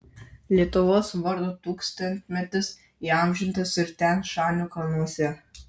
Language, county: Lithuanian, Marijampolė